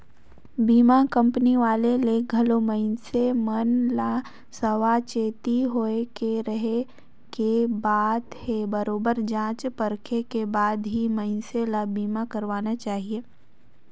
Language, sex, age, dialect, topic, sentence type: Chhattisgarhi, female, 18-24, Northern/Bhandar, banking, statement